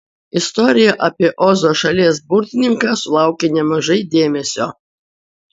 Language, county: Lithuanian, Utena